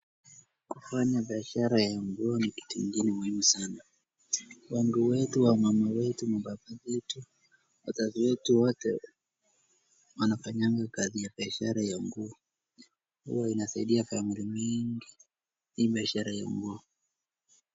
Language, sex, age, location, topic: Swahili, male, 36-49, Wajir, finance